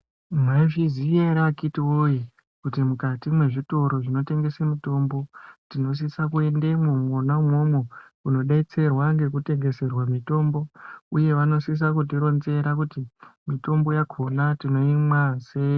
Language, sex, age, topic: Ndau, male, 25-35, health